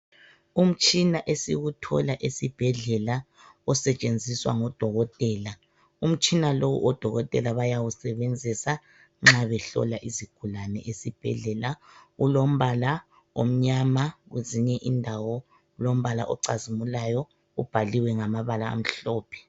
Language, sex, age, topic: North Ndebele, male, 25-35, health